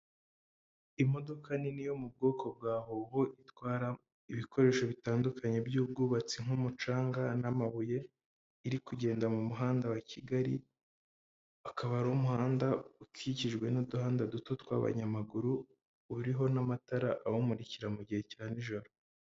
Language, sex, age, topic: Kinyarwanda, male, 25-35, government